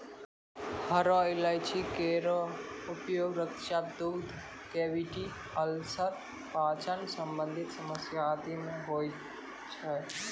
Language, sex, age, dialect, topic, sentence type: Maithili, male, 18-24, Angika, agriculture, statement